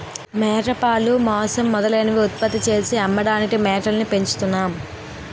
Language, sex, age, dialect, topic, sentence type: Telugu, female, 18-24, Utterandhra, agriculture, statement